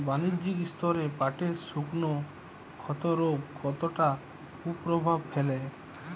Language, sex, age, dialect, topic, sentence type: Bengali, male, 25-30, Jharkhandi, agriculture, question